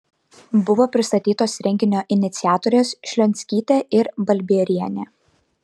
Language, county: Lithuanian, Kaunas